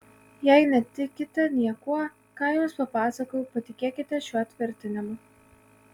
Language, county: Lithuanian, Kaunas